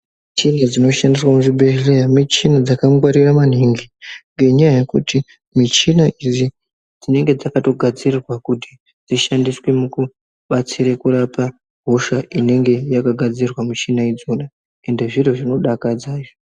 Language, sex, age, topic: Ndau, female, 36-49, health